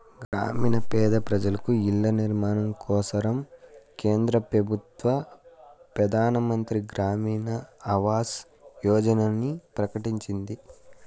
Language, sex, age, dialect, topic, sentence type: Telugu, male, 25-30, Southern, banking, statement